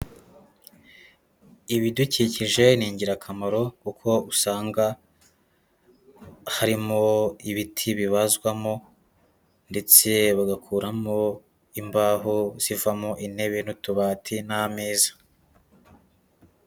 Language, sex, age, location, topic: Kinyarwanda, male, 18-24, Kigali, agriculture